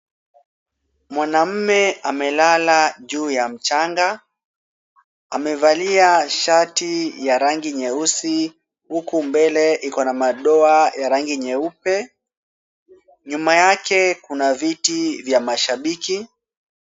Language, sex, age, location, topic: Swahili, male, 18-24, Kisumu, education